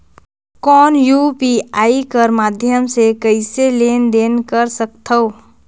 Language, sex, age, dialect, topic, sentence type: Chhattisgarhi, female, 18-24, Northern/Bhandar, banking, question